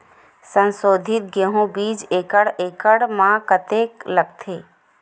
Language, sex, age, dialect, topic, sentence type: Chhattisgarhi, female, 18-24, Western/Budati/Khatahi, agriculture, question